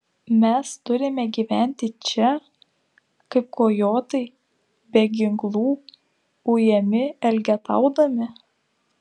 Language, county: Lithuanian, Klaipėda